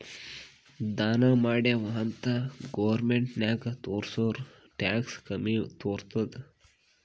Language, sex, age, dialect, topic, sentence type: Kannada, male, 41-45, Northeastern, banking, statement